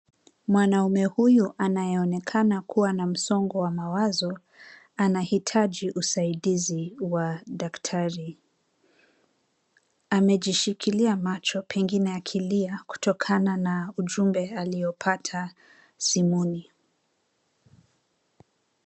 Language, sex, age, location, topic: Swahili, female, 25-35, Nairobi, health